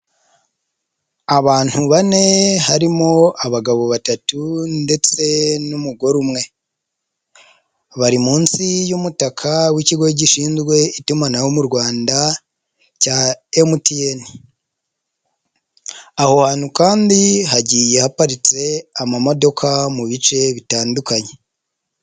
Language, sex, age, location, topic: Kinyarwanda, male, 25-35, Nyagatare, finance